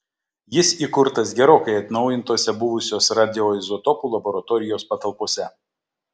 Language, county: Lithuanian, Kaunas